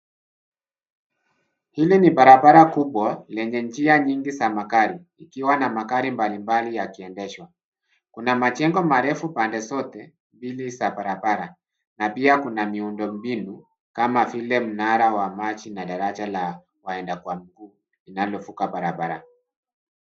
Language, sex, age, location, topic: Swahili, male, 50+, Nairobi, government